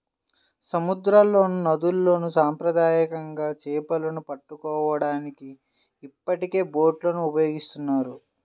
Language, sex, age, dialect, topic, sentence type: Telugu, male, 31-35, Central/Coastal, agriculture, statement